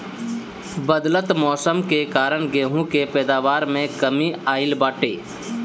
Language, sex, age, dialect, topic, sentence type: Bhojpuri, male, 25-30, Northern, agriculture, statement